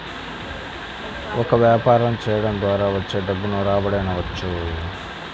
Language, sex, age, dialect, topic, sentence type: Telugu, male, 25-30, Central/Coastal, banking, statement